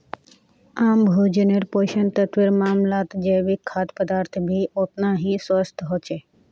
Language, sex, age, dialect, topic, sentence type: Magahi, female, 18-24, Northeastern/Surjapuri, agriculture, statement